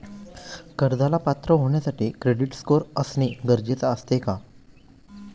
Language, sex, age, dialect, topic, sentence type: Marathi, male, 25-30, Standard Marathi, banking, question